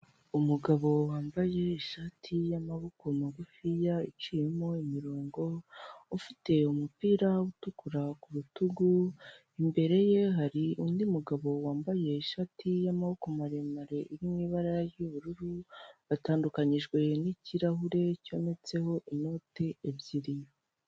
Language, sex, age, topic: Kinyarwanda, male, 25-35, finance